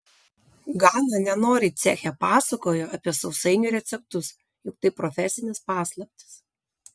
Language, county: Lithuanian, Vilnius